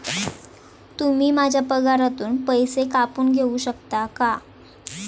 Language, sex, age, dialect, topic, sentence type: Marathi, female, 18-24, Standard Marathi, banking, question